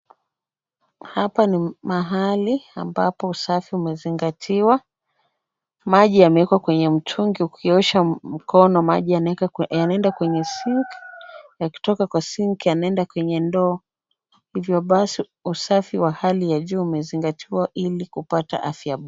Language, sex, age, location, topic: Swahili, female, 25-35, Kisumu, health